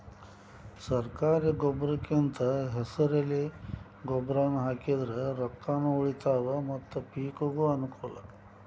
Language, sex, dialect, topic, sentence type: Kannada, male, Dharwad Kannada, agriculture, statement